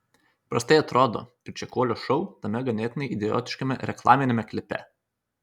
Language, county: Lithuanian, Kaunas